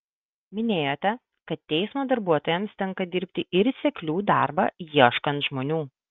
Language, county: Lithuanian, Kaunas